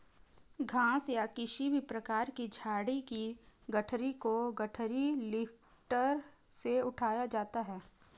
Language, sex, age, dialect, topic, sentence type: Hindi, female, 18-24, Marwari Dhudhari, agriculture, statement